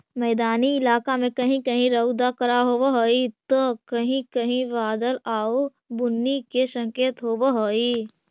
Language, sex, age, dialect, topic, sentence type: Magahi, female, 25-30, Central/Standard, agriculture, statement